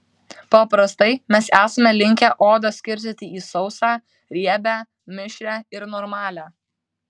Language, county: Lithuanian, Vilnius